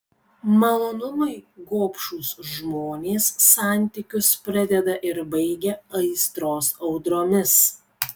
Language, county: Lithuanian, Kaunas